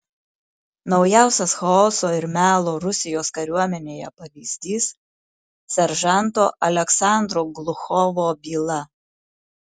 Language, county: Lithuanian, Marijampolė